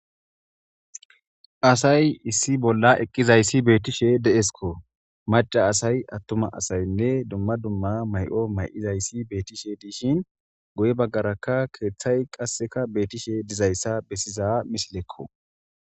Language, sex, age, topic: Gamo, female, 18-24, government